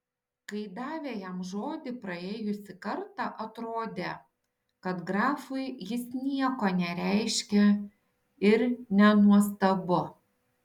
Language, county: Lithuanian, Šiauliai